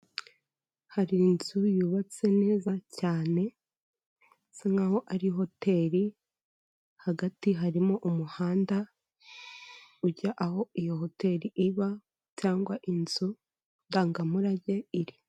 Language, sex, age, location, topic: Kinyarwanda, male, 25-35, Kigali, health